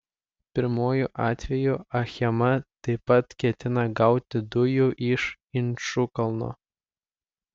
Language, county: Lithuanian, Klaipėda